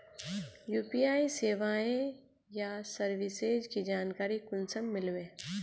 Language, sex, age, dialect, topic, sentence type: Magahi, female, 18-24, Northeastern/Surjapuri, banking, question